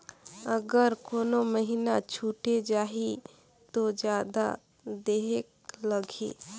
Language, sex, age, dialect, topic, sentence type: Chhattisgarhi, female, 18-24, Northern/Bhandar, banking, question